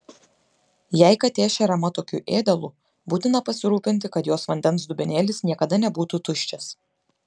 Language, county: Lithuanian, Klaipėda